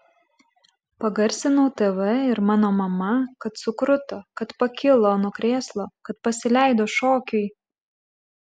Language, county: Lithuanian, Klaipėda